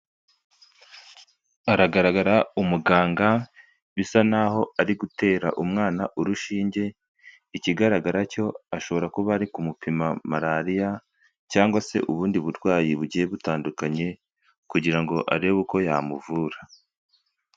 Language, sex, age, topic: Kinyarwanda, male, 25-35, health